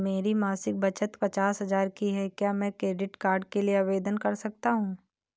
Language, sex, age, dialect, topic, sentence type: Hindi, female, 18-24, Awadhi Bundeli, banking, question